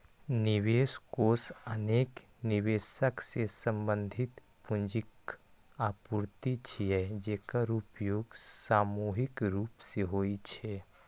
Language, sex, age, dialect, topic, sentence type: Maithili, male, 18-24, Eastern / Thethi, banking, statement